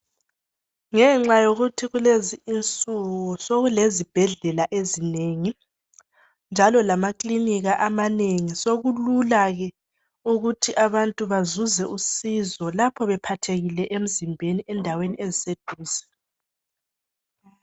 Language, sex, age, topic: North Ndebele, female, 18-24, health